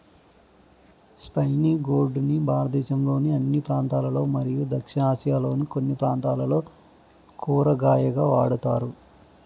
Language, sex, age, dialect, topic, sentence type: Telugu, male, 31-35, Southern, agriculture, statement